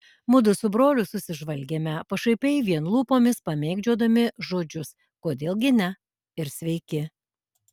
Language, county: Lithuanian, Alytus